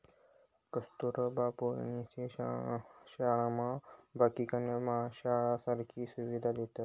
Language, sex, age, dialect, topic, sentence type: Marathi, male, 18-24, Northern Konkan, banking, statement